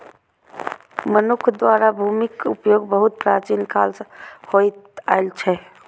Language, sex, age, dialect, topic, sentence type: Maithili, female, 25-30, Eastern / Thethi, agriculture, statement